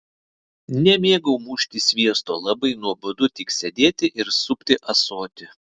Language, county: Lithuanian, Vilnius